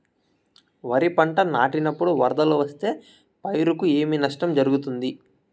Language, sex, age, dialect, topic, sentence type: Telugu, male, 18-24, Southern, agriculture, question